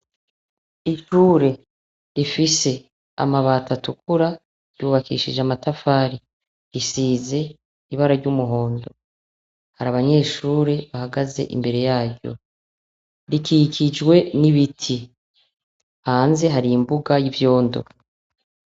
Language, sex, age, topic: Rundi, female, 36-49, education